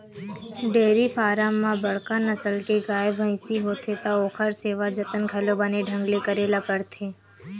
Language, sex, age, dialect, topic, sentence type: Chhattisgarhi, female, 18-24, Western/Budati/Khatahi, agriculture, statement